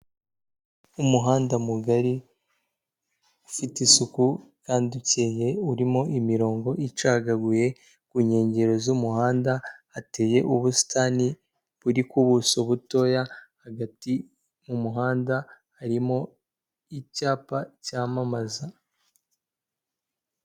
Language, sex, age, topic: Kinyarwanda, female, 18-24, government